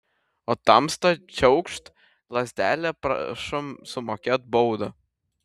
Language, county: Lithuanian, Šiauliai